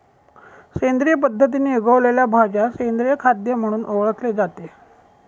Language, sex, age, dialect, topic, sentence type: Marathi, male, 18-24, Northern Konkan, agriculture, statement